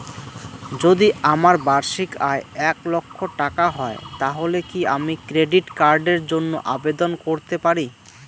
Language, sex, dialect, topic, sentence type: Bengali, male, Rajbangshi, banking, question